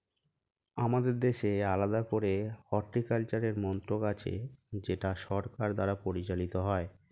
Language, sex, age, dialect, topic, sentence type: Bengali, male, 36-40, Standard Colloquial, agriculture, statement